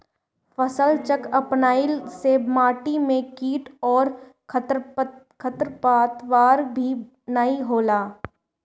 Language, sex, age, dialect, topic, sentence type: Bhojpuri, female, 18-24, Northern, agriculture, statement